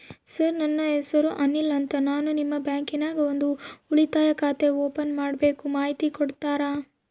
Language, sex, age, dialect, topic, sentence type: Kannada, female, 18-24, Central, banking, question